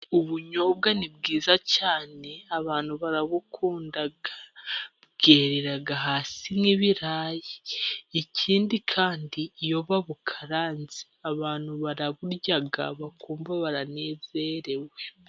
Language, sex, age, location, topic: Kinyarwanda, female, 18-24, Musanze, agriculture